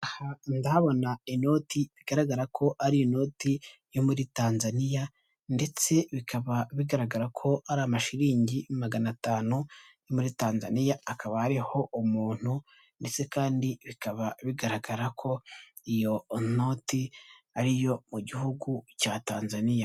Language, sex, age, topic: Kinyarwanda, male, 18-24, finance